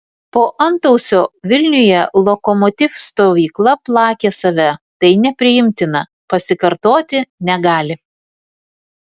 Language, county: Lithuanian, Vilnius